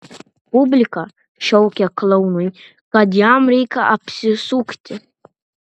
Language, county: Lithuanian, Panevėžys